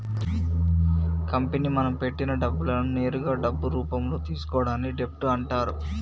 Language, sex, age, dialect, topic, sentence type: Telugu, male, 18-24, Telangana, banking, statement